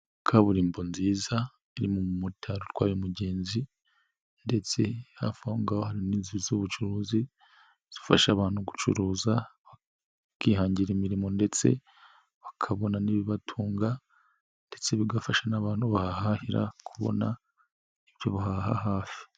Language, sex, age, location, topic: Kinyarwanda, male, 25-35, Nyagatare, finance